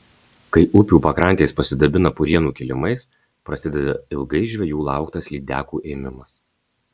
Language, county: Lithuanian, Marijampolė